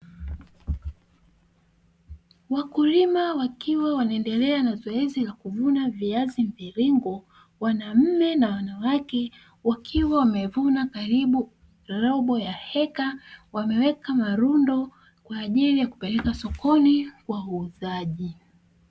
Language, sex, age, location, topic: Swahili, female, 36-49, Dar es Salaam, agriculture